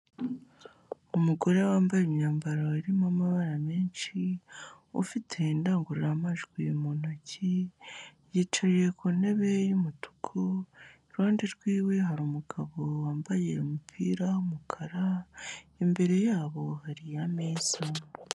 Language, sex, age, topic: Kinyarwanda, female, 18-24, health